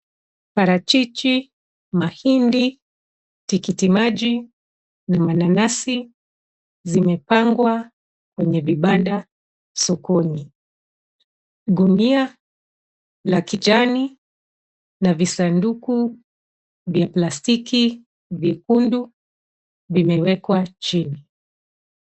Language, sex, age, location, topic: Swahili, female, 36-49, Nairobi, finance